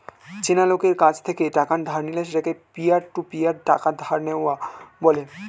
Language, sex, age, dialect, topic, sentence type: Bengali, male, 18-24, Standard Colloquial, banking, statement